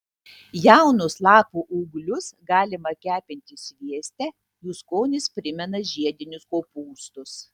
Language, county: Lithuanian, Tauragė